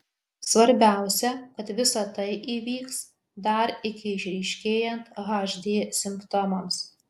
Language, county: Lithuanian, Marijampolė